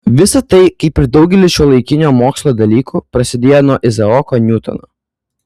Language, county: Lithuanian, Kaunas